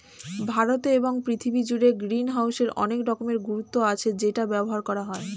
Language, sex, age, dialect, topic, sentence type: Bengali, female, 25-30, Standard Colloquial, agriculture, statement